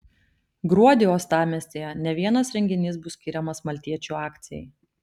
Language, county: Lithuanian, Vilnius